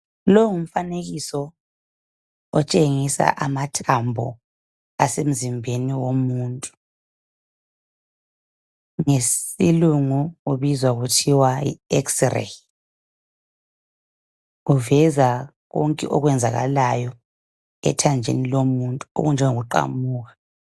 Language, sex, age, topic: North Ndebele, female, 25-35, health